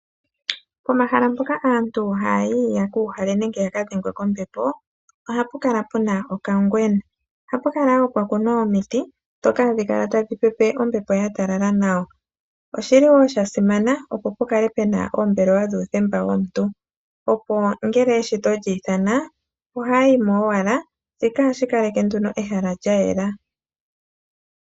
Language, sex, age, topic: Oshiwambo, male, 25-35, agriculture